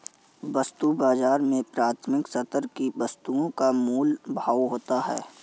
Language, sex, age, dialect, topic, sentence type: Hindi, male, 41-45, Awadhi Bundeli, banking, statement